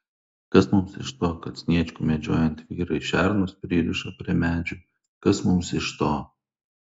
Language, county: Lithuanian, Klaipėda